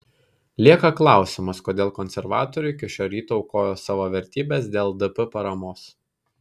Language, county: Lithuanian, Kaunas